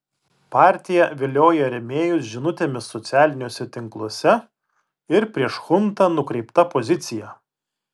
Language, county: Lithuanian, Vilnius